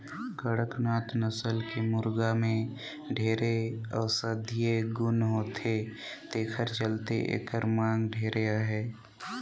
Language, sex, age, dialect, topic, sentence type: Chhattisgarhi, male, 18-24, Northern/Bhandar, agriculture, statement